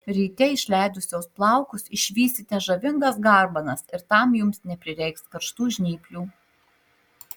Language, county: Lithuanian, Marijampolė